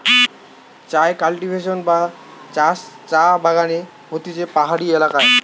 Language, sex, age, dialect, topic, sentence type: Bengali, male, 18-24, Western, agriculture, statement